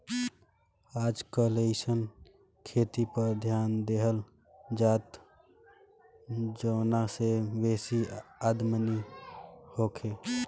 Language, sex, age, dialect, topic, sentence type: Bhojpuri, male, 18-24, Northern, agriculture, statement